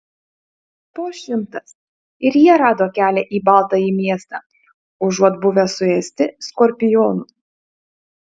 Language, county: Lithuanian, Utena